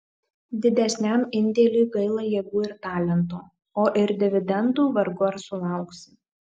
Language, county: Lithuanian, Marijampolė